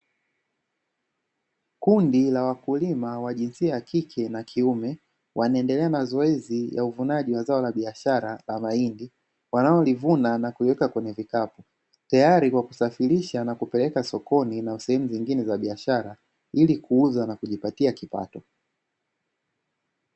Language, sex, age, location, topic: Swahili, male, 25-35, Dar es Salaam, agriculture